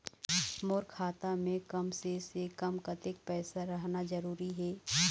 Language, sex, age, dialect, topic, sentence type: Chhattisgarhi, female, 25-30, Eastern, banking, question